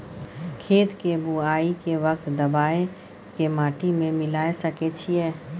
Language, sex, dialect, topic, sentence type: Maithili, female, Bajjika, agriculture, question